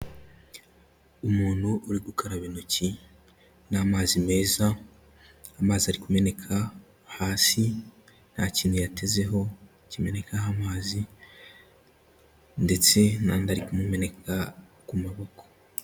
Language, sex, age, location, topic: Kinyarwanda, male, 18-24, Kigali, health